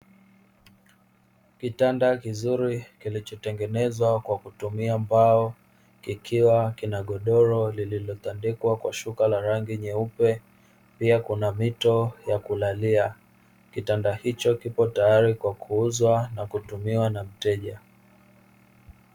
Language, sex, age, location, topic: Swahili, male, 25-35, Dar es Salaam, finance